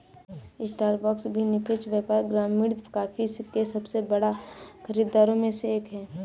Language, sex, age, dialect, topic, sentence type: Hindi, female, 25-30, Awadhi Bundeli, banking, statement